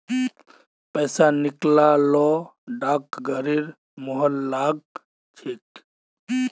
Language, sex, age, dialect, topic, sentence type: Magahi, male, 25-30, Northeastern/Surjapuri, banking, statement